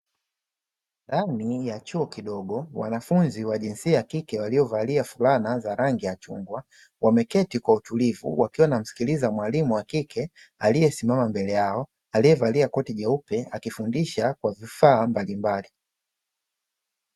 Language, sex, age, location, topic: Swahili, male, 25-35, Dar es Salaam, education